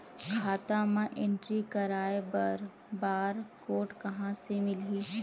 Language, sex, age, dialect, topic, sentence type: Chhattisgarhi, female, 25-30, Western/Budati/Khatahi, banking, question